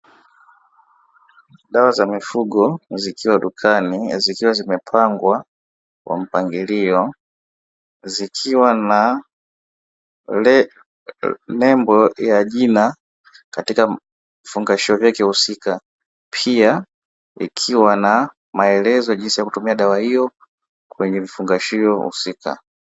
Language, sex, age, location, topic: Swahili, male, 18-24, Dar es Salaam, agriculture